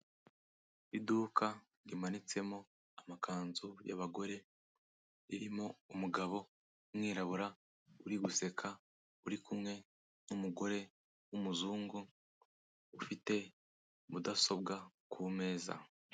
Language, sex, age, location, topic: Kinyarwanda, male, 18-24, Kigali, finance